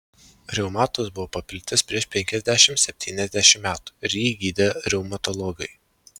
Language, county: Lithuanian, Šiauliai